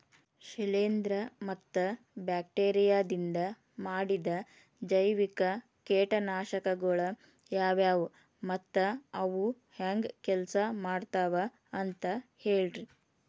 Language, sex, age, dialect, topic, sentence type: Kannada, female, 31-35, Dharwad Kannada, agriculture, question